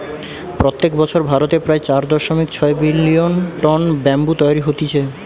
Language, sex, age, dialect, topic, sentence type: Bengali, male, 18-24, Western, agriculture, statement